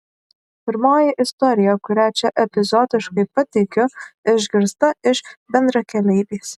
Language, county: Lithuanian, Šiauliai